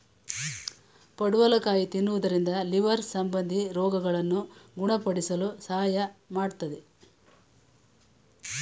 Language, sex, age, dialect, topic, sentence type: Kannada, female, 18-24, Mysore Kannada, agriculture, statement